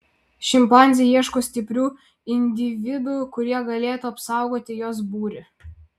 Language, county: Lithuanian, Vilnius